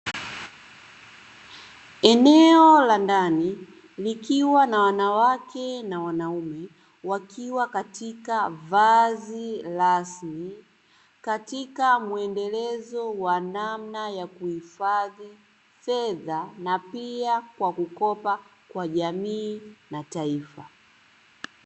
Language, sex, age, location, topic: Swahili, female, 25-35, Dar es Salaam, finance